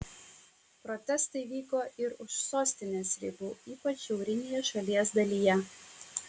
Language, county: Lithuanian, Kaunas